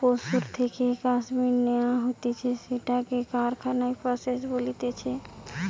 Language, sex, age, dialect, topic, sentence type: Bengali, female, 18-24, Western, agriculture, statement